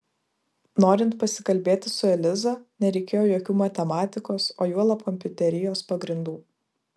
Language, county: Lithuanian, Vilnius